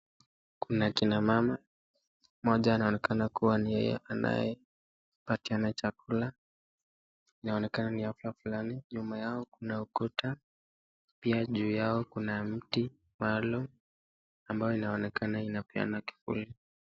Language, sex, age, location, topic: Swahili, male, 18-24, Nakuru, agriculture